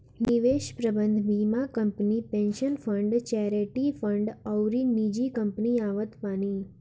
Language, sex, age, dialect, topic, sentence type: Bhojpuri, female, <18, Northern, banking, statement